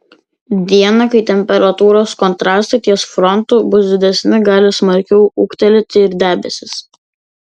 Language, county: Lithuanian, Vilnius